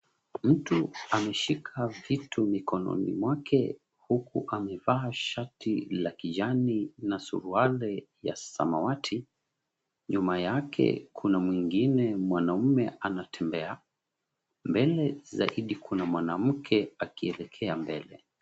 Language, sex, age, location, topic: Swahili, male, 36-49, Mombasa, agriculture